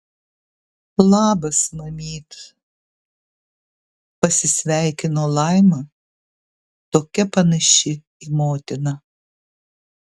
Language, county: Lithuanian, Kaunas